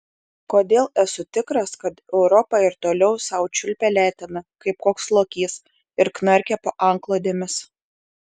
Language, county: Lithuanian, Šiauliai